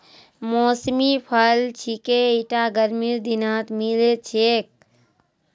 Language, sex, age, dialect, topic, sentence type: Magahi, female, 18-24, Northeastern/Surjapuri, agriculture, statement